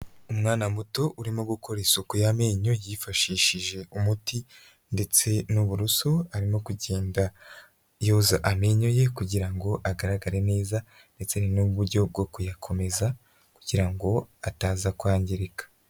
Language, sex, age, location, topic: Kinyarwanda, female, 25-35, Huye, health